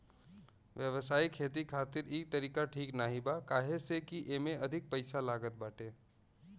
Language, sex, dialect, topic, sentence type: Bhojpuri, male, Western, agriculture, statement